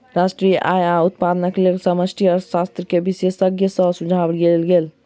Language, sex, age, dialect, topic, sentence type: Maithili, male, 51-55, Southern/Standard, banking, statement